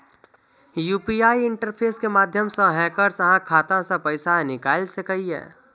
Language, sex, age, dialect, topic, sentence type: Maithili, male, 25-30, Eastern / Thethi, banking, statement